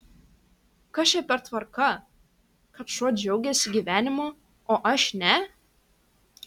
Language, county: Lithuanian, Kaunas